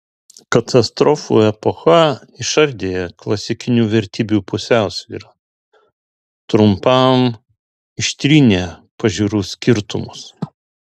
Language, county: Lithuanian, Alytus